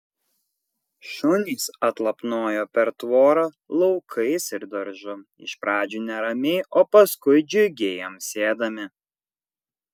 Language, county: Lithuanian, Kaunas